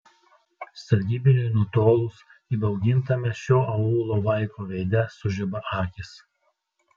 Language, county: Lithuanian, Telšiai